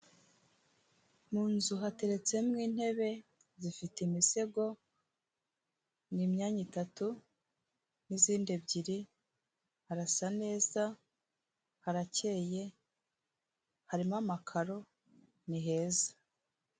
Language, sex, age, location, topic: Kinyarwanda, female, 36-49, Kigali, finance